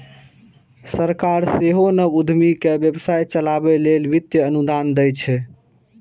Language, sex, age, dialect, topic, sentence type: Maithili, male, 18-24, Eastern / Thethi, banking, statement